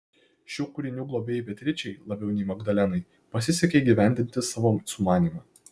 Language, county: Lithuanian, Kaunas